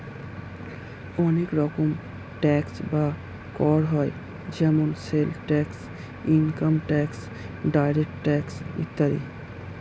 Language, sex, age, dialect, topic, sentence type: Bengali, male, 18-24, Standard Colloquial, banking, statement